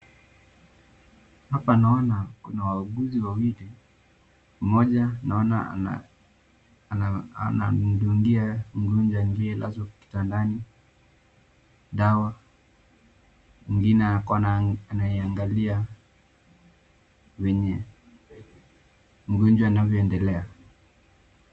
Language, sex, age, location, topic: Swahili, male, 18-24, Nakuru, health